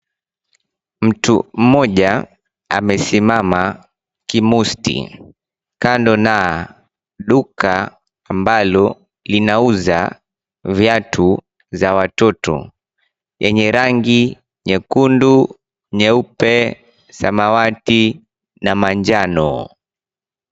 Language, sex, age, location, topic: Swahili, male, 25-35, Mombasa, government